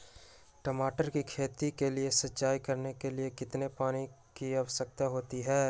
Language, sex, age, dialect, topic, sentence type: Magahi, male, 18-24, Western, agriculture, question